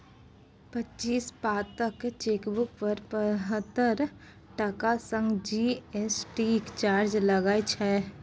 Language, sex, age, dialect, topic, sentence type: Maithili, female, 18-24, Bajjika, banking, statement